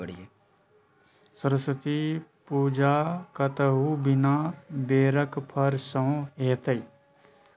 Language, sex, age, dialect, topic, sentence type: Maithili, male, 18-24, Bajjika, agriculture, statement